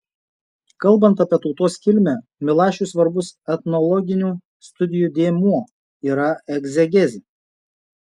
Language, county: Lithuanian, Šiauliai